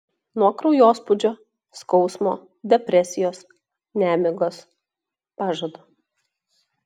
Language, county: Lithuanian, Klaipėda